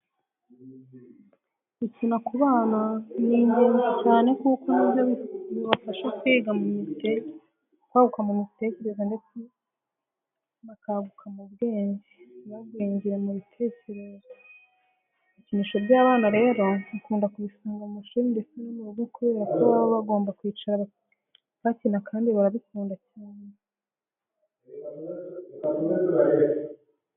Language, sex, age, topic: Kinyarwanda, female, 25-35, education